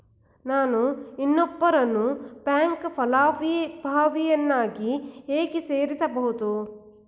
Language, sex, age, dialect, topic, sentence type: Kannada, female, 41-45, Mysore Kannada, banking, question